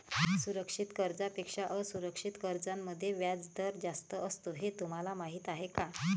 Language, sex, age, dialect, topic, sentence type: Marathi, female, 36-40, Varhadi, banking, statement